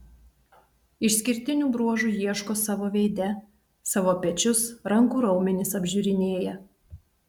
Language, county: Lithuanian, Telšiai